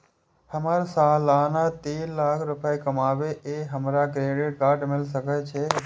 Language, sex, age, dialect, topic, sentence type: Maithili, male, 18-24, Eastern / Thethi, banking, question